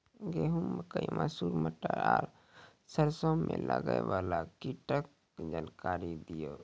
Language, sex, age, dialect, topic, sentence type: Maithili, male, 18-24, Angika, agriculture, question